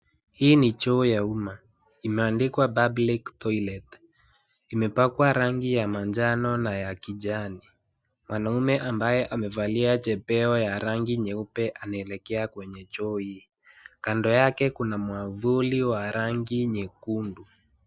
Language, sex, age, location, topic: Swahili, male, 18-24, Wajir, health